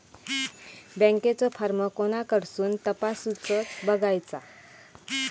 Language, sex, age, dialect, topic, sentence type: Marathi, female, 31-35, Southern Konkan, banking, question